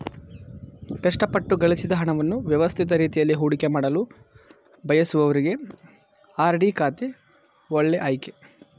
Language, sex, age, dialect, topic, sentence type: Kannada, male, 18-24, Mysore Kannada, banking, statement